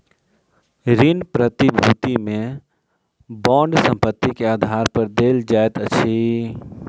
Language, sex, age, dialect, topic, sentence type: Maithili, male, 31-35, Southern/Standard, banking, statement